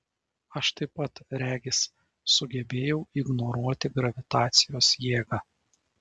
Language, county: Lithuanian, Šiauliai